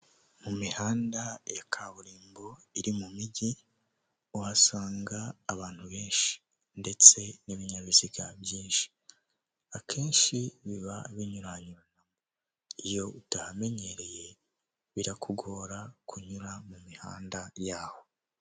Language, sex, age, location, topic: Kinyarwanda, male, 18-24, Huye, government